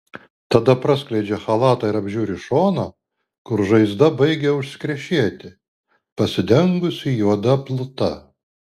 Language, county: Lithuanian, Alytus